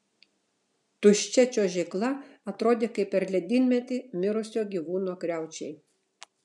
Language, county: Lithuanian, Šiauliai